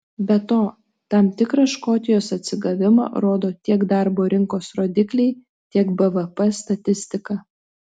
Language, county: Lithuanian, Telšiai